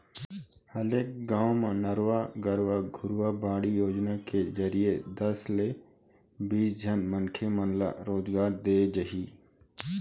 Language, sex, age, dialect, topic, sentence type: Chhattisgarhi, male, 18-24, Eastern, agriculture, statement